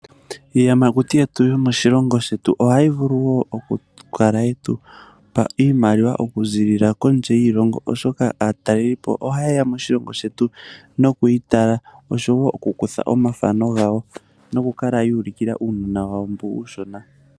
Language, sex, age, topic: Oshiwambo, male, 25-35, agriculture